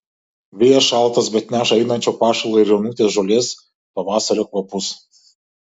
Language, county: Lithuanian, Šiauliai